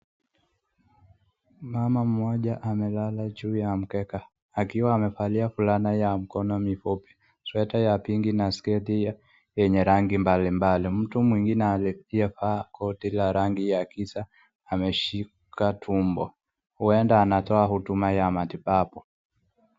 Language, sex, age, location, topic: Swahili, female, 18-24, Nakuru, health